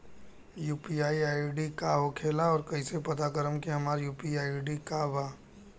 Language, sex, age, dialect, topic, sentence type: Bhojpuri, male, 18-24, Southern / Standard, banking, question